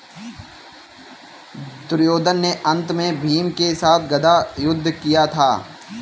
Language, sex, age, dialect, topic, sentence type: Hindi, male, 18-24, Kanauji Braj Bhasha, agriculture, statement